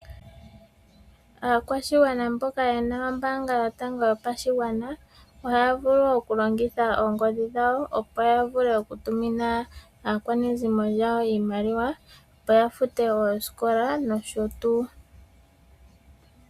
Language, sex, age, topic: Oshiwambo, female, 25-35, finance